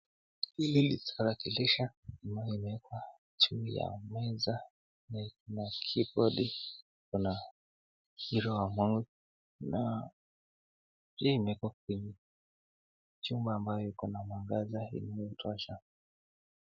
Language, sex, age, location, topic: Swahili, male, 18-24, Nakuru, education